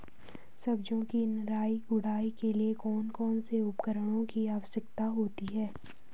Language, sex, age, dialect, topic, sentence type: Hindi, female, 18-24, Garhwali, agriculture, question